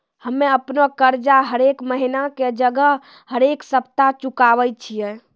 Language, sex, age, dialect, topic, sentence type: Maithili, female, 18-24, Angika, banking, statement